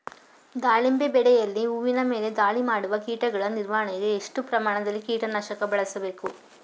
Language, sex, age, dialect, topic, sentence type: Kannada, female, 41-45, Mysore Kannada, agriculture, question